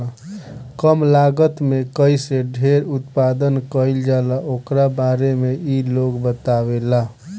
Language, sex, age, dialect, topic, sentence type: Bhojpuri, male, 18-24, Northern, agriculture, statement